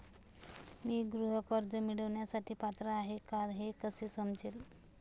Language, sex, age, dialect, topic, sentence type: Marathi, female, 31-35, Standard Marathi, banking, question